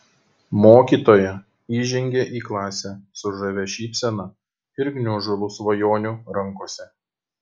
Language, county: Lithuanian, Kaunas